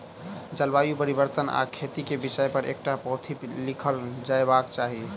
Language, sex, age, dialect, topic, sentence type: Maithili, male, 18-24, Southern/Standard, agriculture, statement